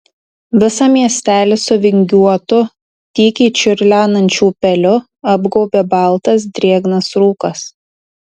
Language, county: Lithuanian, Tauragė